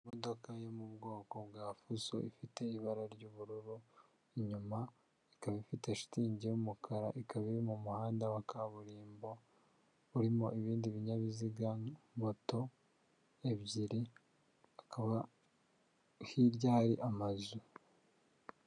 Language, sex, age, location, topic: Kinyarwanda, male, 50+, Kigali, government